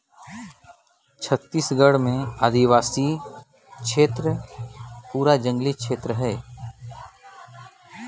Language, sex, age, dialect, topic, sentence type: Chhattisgarhi, male, 18-24, Northern/Bhandar, agriculture, statement